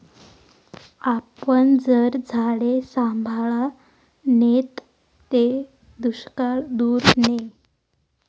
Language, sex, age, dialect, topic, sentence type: Marathi, female, 18-24, Northern Konkan, agriculture, statement